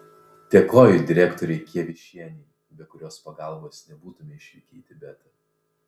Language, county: Lithuanian, Vilnius